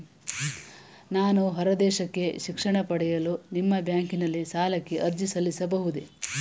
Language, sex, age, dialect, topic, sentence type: Kannada, female, 18-24, Mysore Kannada, banking, question